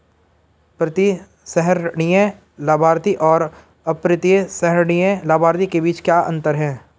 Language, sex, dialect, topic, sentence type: Hindi, male, Hindustani Malvi Khadi Boli, banking, question